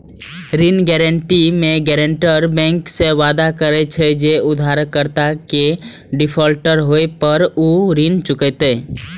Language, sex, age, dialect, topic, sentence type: Maithili, male, 18-24, Eastern / Thethi, banking, statement